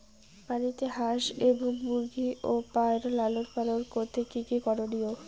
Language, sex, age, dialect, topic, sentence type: Bengali, female, 18-24, Rajbangshi, agriculture, question